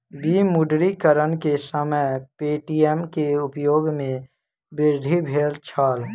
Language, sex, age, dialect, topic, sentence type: Maithili, male, 18-24, Southern/Standard, banking, statement